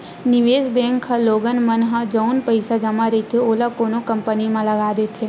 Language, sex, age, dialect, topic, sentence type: Chhattisgarhi, female, 18-24, Western/Budati/Khatahi, banking, statement